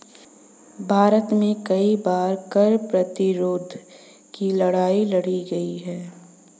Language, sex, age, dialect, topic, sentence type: Hindi, female, 18-24, Hindustani Malvi Khadi Boli, banking, statement